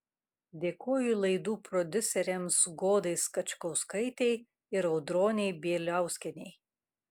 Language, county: Lithuanian, Kaunas